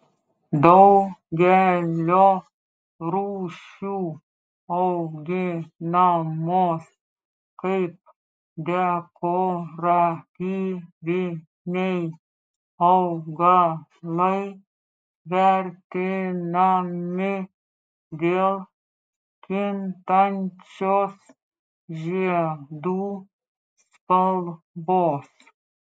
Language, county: Lithuanian, Klaipėda